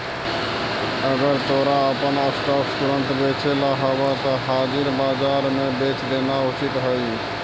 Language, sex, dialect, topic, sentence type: Magahi, male, Central/Standard, agriculture, statement